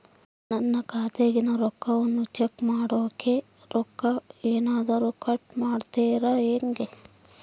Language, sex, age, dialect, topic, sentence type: Kannada, male, 41-45, Central, banking, question